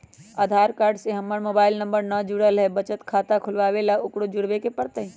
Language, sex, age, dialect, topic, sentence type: Magahi, male, 18-24, Western, banking, question